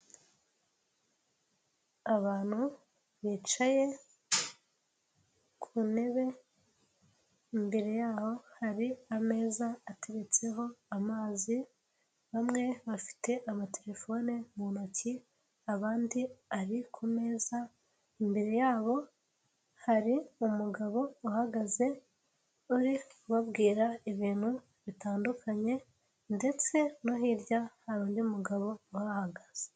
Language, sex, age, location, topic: Kinyarwanda, female, 18-24, Nyagatare, health